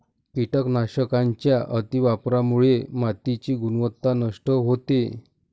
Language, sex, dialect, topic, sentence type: Marathi, male, Varhadi, agriculture, statement